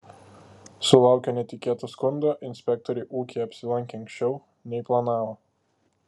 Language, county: Lithuanian, Klaipėda